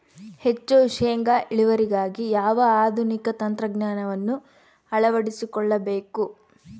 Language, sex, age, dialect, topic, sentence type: Kannada, female, 25-30, Central, agriculture, question